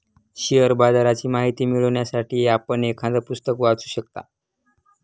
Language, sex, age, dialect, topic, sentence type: Marathi, male, 18-24, Standard Marathi, banking, statement